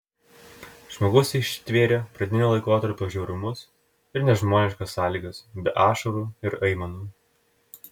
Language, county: Lithuanian, Telšiai